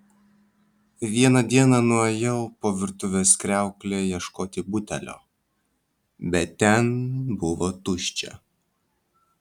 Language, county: Lithuanian, Vilnius